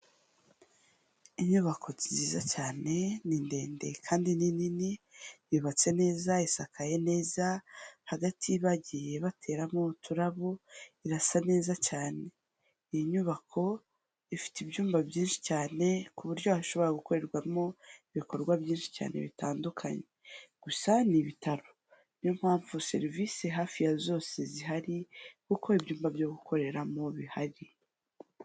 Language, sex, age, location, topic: Kinyarwanda, female, 25-35, Huye, health